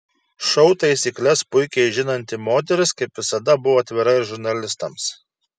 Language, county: Lithuanian, Šiauliai